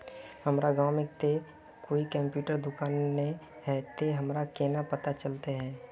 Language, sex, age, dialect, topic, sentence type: Magahi, male, 31-35, Northeastern/Surjapuri, banking, question